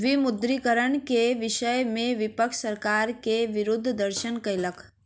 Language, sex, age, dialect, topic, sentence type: Maithili, female, 51-55, Southern/Standard, banking, statement